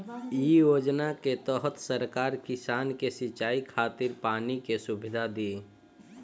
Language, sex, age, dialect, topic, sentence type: Bhojpuri, female, 25-30, Northern, agriculture, statement